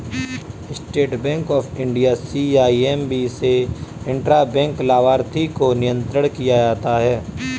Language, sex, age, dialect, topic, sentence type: Hindi, male, 25-30, Kanauji Braj Bhasha, banking, statement